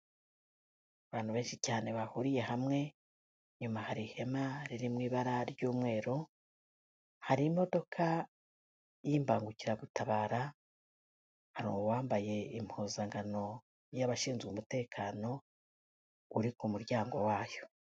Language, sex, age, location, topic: Kinyarwanda, female, 18-24, Kigali, health